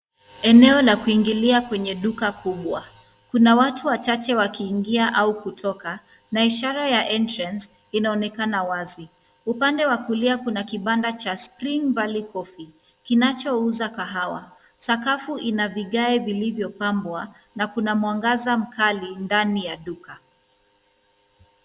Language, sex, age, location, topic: Swahili, female, 25-35, Nairobi, finance